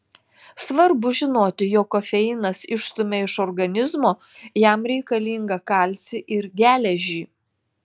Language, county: Lithuanian, Telšiai